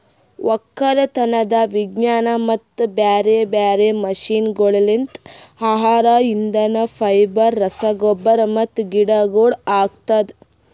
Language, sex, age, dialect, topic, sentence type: Kannada, female, 18-24, Northeastern, agriculture, statement